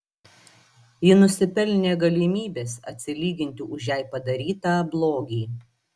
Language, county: Lithuanian, Klaipėda